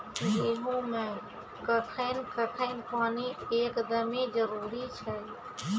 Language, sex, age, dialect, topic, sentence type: Maithili, female, 25-30, Angika, agriculture, question